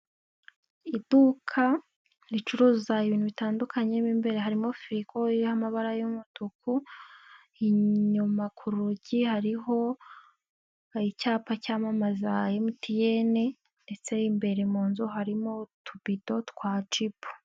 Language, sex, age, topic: Kinyarwanda, female, 18-24, finance